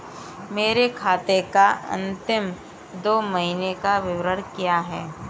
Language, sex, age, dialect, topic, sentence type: Hindi, female, 18-24, Kanauji Braj Bhasha, banking, question